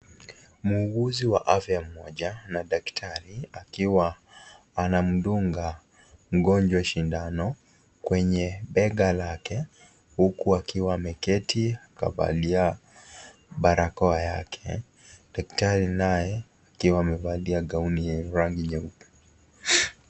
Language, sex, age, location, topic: Swahili, male, 25-35, Kisii, health